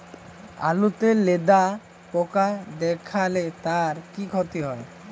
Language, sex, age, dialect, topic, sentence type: Bengali, male, <18, Western, agriculture, question